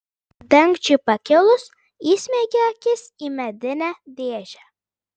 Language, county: Lithuanian, Klaipėda